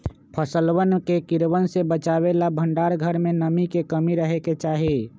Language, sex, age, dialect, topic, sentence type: Magahi, male, 25-30, Western, agriculture, statement